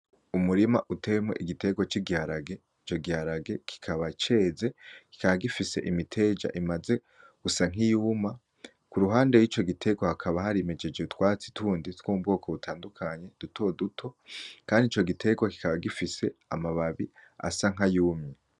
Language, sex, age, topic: Rundi, male, 18-24, agriculture